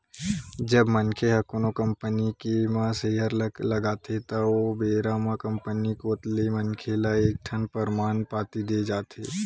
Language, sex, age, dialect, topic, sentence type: Chhattisgarhi, male, 18-24, Western/Budati/Khatahi, banking, statement